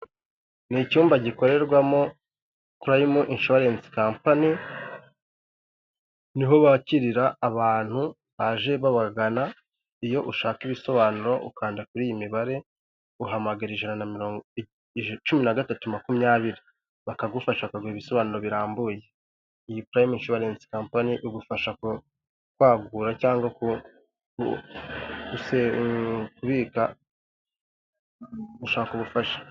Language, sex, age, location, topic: Kinyarwanda, female, 18-24, Kigali, finance